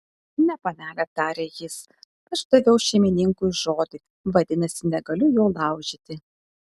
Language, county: Lithuanian, Kaunas